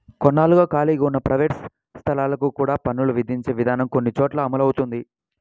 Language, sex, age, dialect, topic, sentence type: Telugu, male, 18-24, Central/Coastal, banking, statement